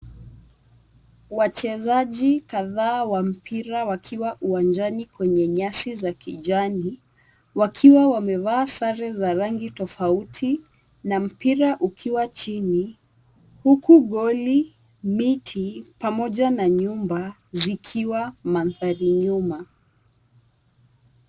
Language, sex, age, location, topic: Swahili, female, 18-24, Nairobi, education